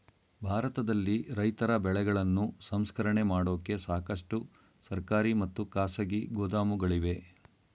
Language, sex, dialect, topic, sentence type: Kannada, male, Mysore Kannada, agriculture, statement